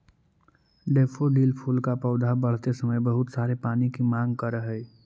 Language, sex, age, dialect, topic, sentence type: Magahi, male, 18-24, Central/Standard, agriculture, statement